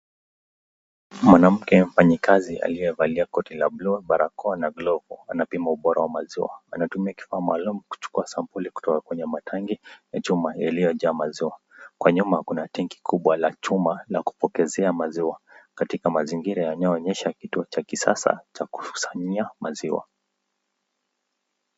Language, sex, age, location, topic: Swahili, male, 18-24, Nakuru, agriculture